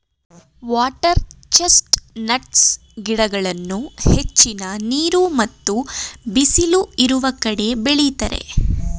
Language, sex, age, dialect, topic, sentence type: Kannada, female, 25-30, Mysore Kannada, agriculture, statement